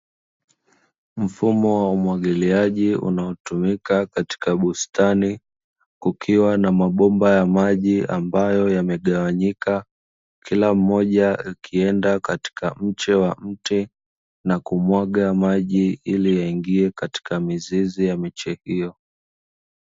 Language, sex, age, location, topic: Swahili, male, 25-35, Dar es Salaam, agriculture